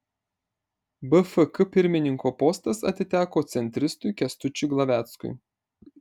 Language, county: Lithuanian, Marijampolė